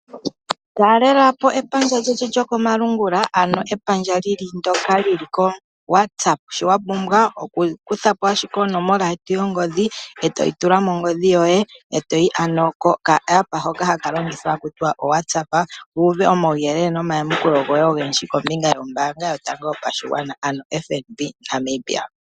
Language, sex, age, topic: Oshiwambo, female, 25-35, finance